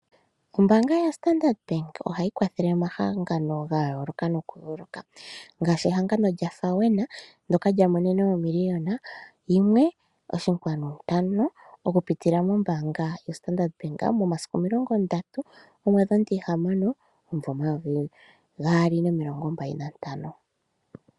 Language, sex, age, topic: Oshiwambo, male, 25-35, finance